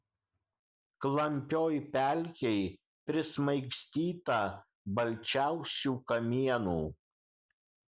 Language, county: Lithuanian, Kaunas